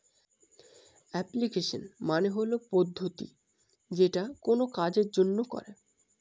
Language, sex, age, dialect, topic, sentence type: Bengali, male, 18-24, Northern/Varendri, agriculture, statement